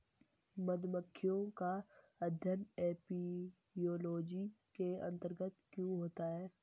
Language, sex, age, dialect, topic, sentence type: Hindi, male, 18-24, Marwari Dhudhari, agriculture, statement